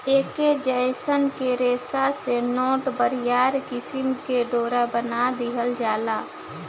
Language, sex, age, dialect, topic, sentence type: Bhojpuri, female, 51-55, Southern / Standard, agriculture, statement